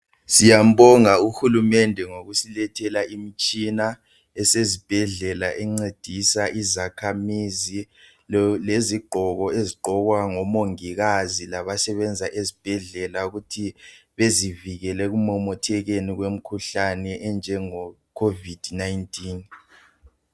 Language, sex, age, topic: North Ndebele, female, 36-49, health